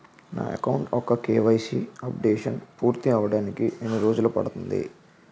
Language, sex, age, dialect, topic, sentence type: Telugu, male, 18-24, Utterandhra, banking, question